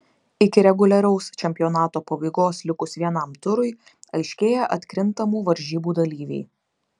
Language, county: Lithuanian, Klaipėda